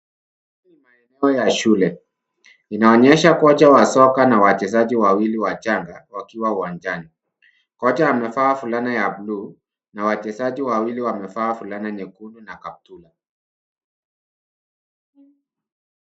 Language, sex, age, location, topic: Swahili, male, 50+, Nairobi, education